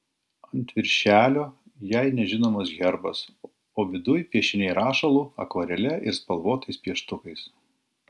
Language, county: Lithuanian, Klaipėda